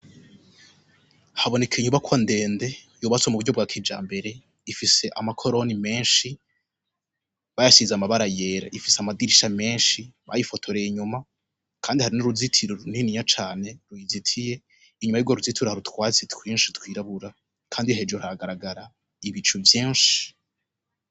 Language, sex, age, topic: Rundi, male, 18-24, education